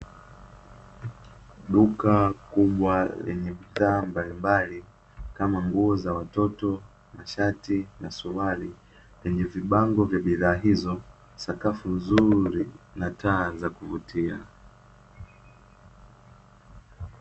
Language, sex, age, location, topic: Swahili, male, 18-24, Dar es Salaam, finance